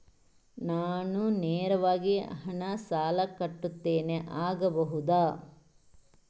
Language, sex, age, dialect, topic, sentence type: Kannada, male, 56-60, Coastal/Dakshin, banking, question